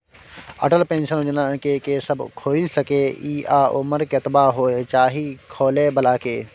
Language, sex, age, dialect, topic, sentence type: Maithili, male, 18-24, Bajjika, banking, question